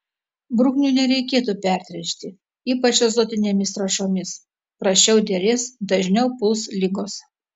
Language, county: Lithuanian, Telšiai